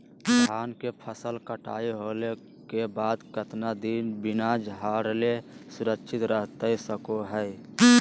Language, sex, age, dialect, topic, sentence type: Magahi, male, 36-40, Southern, agriculture, question